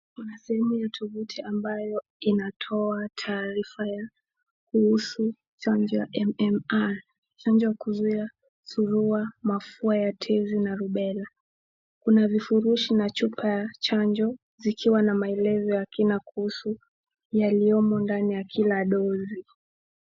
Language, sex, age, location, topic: Swahili, female, 18-24, Nakuru, health